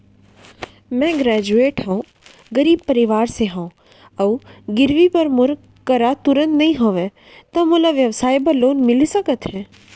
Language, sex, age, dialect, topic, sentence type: Chhattisgarhi, female, 31-35, Central, banking, question